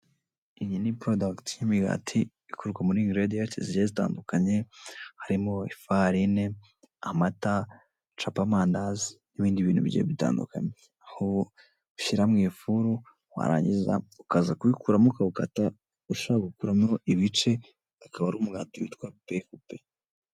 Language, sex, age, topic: Kinyarwanda, male, 18-24, finance